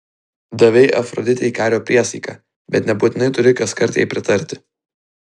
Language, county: Lithuanian, Vilnius